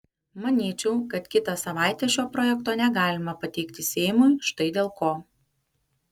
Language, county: Lithuanian, Panevėžys